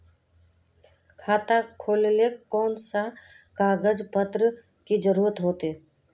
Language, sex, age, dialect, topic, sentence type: Magahi, female, 36-40, Northeastern/Surjapuri, banking, question